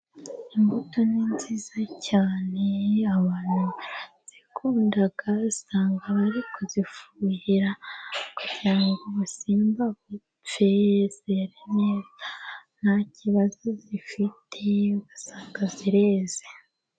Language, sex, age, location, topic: Kinyarwanda, female, 25-35, Musanze, agriculture